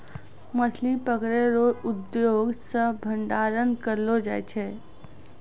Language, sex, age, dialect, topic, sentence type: Maithili, female, 60-100, Angika, agriculture, statement